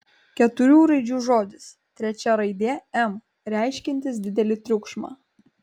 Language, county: Lithuanian, Kaunas